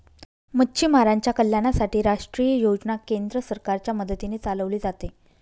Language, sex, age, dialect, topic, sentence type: Marathi, female, 25-30, Northern Konkan, agriculture, statement